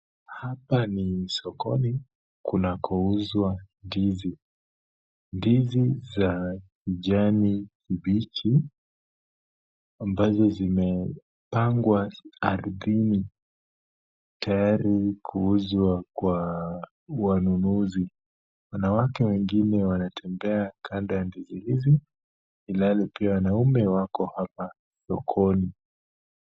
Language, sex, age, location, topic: Swahili, male, 25-35, Kisumu, agriculture